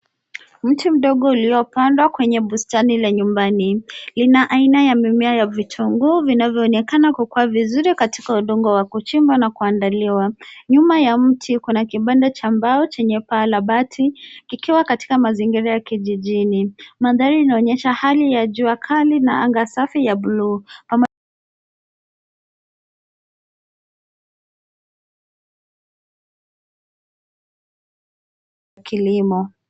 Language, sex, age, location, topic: Swahili, female, 18-24, Nairobi, health